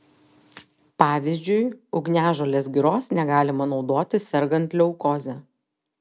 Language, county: Lithuanian, Telšiai